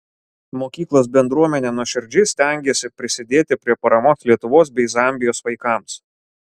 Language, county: Lithuanian, Klaipėda